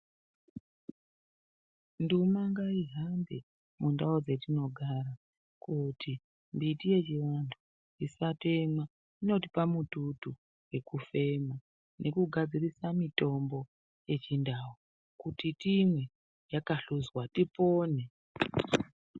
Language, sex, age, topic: Ndau, female, 36-49, health